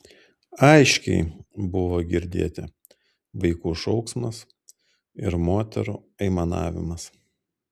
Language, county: Lithuanian, Klaipėda